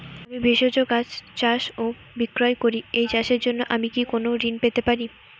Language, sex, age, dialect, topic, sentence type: Bengali, female, 18-24, Northern/Varendri, banking, question